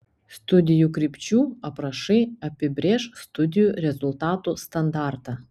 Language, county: Lithuanian, Panevėžys